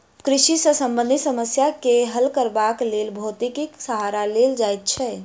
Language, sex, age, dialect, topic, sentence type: Maithili, female, 41-45, Southern/Standard, agriculture, statement